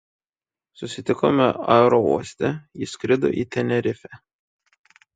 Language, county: Lithuanian, Šiauliai